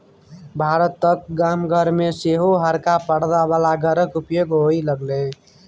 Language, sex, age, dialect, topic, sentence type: Maithili, male, 25-30, Bajjika, agriculture, statement